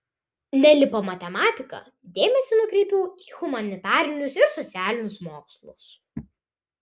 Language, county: Lithuanian, Vilnius